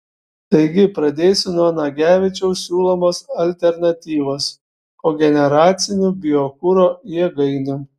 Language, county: Lithuanian, Šiauliai